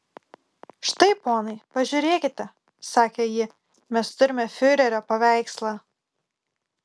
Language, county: Lithuanian, Kaunas